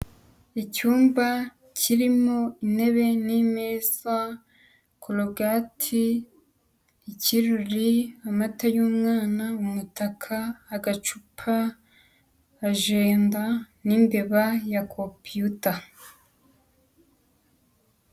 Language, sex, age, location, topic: Kinyarwanda, female, 25-35, Huye, education